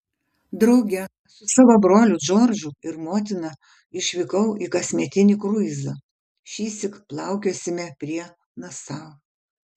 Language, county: Lithuanian, Kaunas